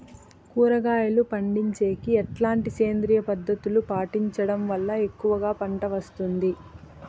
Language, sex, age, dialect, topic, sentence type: Telugu, female, 31-35, Southern, agriculture, question